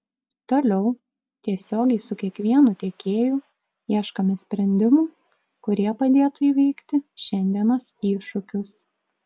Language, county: Lithuanian, Klaipėda